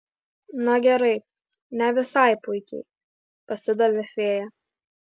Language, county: Lithuanian, Klaipėda